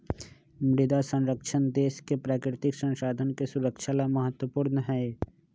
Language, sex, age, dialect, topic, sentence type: Magahi, male, 25-30, Western, agriculture, statement